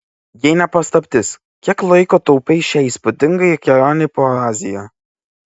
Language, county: Lithuanian, Klaipėda